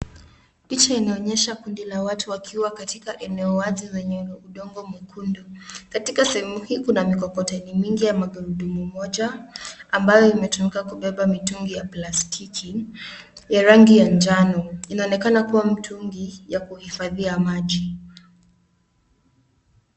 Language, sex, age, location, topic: Swahili, female, 18-24, Nakuru, health